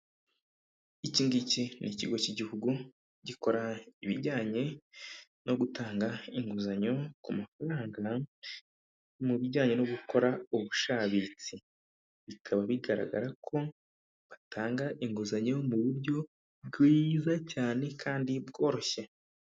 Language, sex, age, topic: Kinyarwanda, male, 25-35, finance